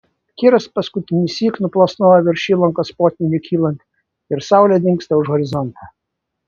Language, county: Lithuanian, Vilnius